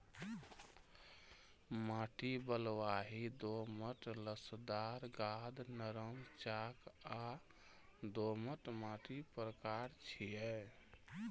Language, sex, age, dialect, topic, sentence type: Maithili, male, 25-30, Eastern / Thethi, agriculture, statement